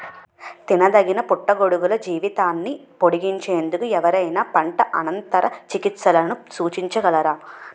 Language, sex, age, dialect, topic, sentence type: Telugu, female, 18-24, Utterandhra, agriculture, question